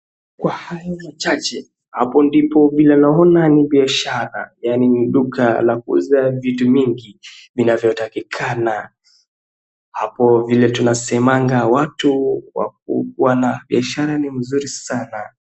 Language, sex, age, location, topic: Swahili, male, 18-24, Wajir, finance